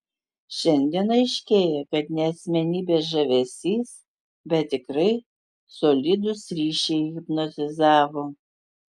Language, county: Lithuanian, Utena